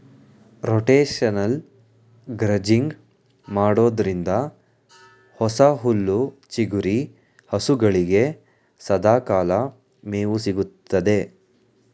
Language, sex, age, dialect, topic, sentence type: Kannada, male, 18-24, Mysore Kannada, agriculture, statement